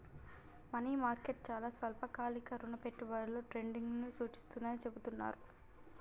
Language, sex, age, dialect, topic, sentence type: Telugu, female, 18-24, Telangana, banking, statement